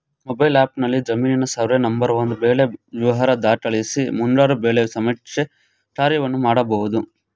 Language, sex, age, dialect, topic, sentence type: Kannada, male, 18-24, Mysore Kannada, agriculture, statement